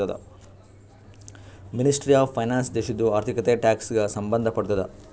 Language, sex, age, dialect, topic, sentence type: Kannada, male, 56-60, Northeastern, banking, statement